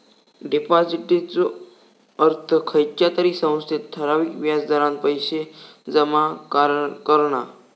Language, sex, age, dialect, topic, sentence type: Marathi, male, 18-24, Southern Konkan, banking, statement